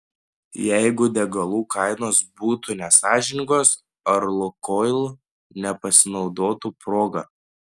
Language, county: Lithuanian, Panevėžys